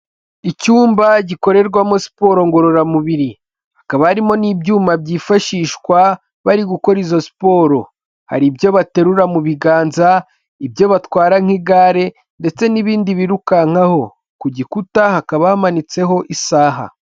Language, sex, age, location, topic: Kinyarwanda, male, 18-24, Kigali, health